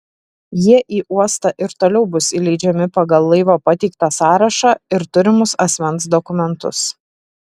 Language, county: Lithuanian, Šiauliai